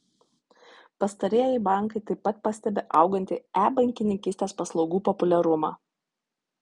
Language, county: Lithuanian, Utena